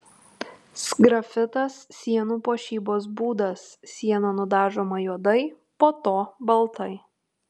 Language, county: Lithuanian, Tauragė